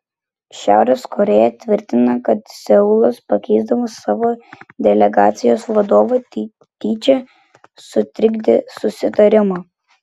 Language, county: Lithuanian, Klaipėda